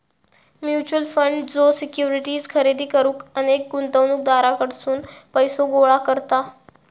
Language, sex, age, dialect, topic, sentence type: Marathi, female, 18-24, Southern Konkan, banking, statement